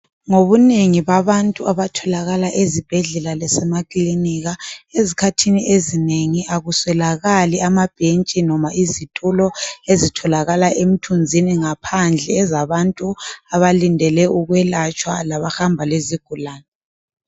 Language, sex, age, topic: North Ndebele, male, 25-35, health